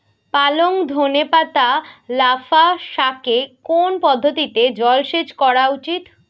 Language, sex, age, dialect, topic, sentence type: Bengali, female, 18-24, Rajbangshi, agriculture, question